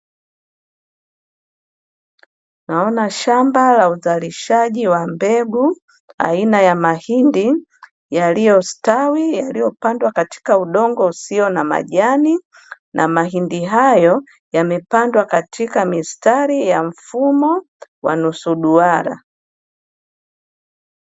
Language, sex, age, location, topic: Swahili, female, 36-49, Dar es Salaam, agriculture